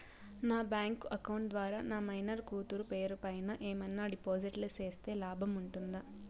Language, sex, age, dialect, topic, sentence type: Telugu, female, 18-24, Southern, banking, question